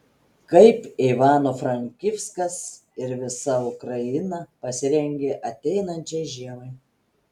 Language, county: Lithuanian, Telšiai